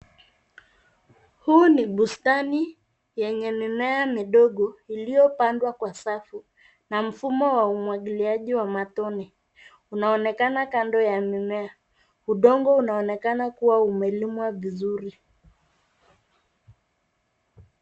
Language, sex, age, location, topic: Swahili, female, 36-49, Nairobi, agriculture